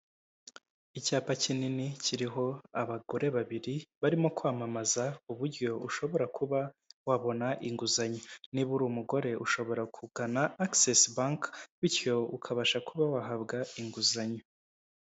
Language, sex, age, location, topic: Kinyarwanda, male, 25-35, Kigali, finance